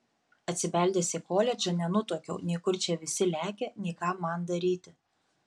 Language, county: Lithuanian, Panevėžys